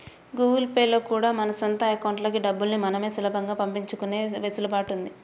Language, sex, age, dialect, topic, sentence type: Telugu, female, 25-30, Central/Coastal, banking, statement